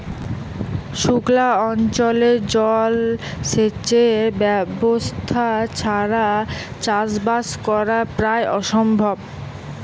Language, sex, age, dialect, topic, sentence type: Bengali, female, 18-24, Western, agriculture, statement